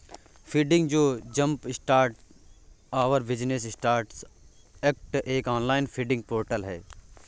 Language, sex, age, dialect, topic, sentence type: Hindi, male, 18-24, Awadhi Bundeli, banking, statement